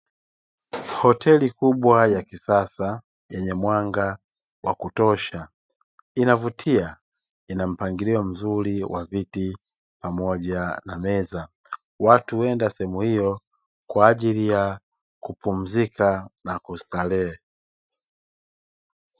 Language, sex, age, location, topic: Swahili, male, 18-24, Dar es Salaam, finance